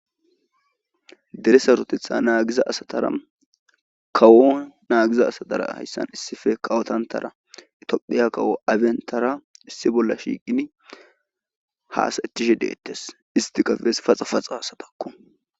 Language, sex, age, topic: Gamo, male, 18-24, government